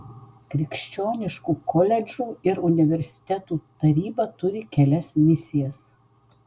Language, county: Lithuanian, Vilnius